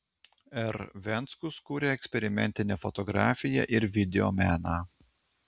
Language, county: Lithuanian, Klaipėda